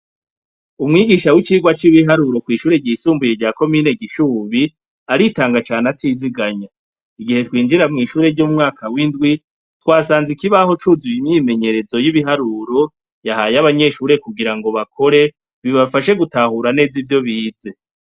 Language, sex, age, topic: Rundi, male, 36-49, education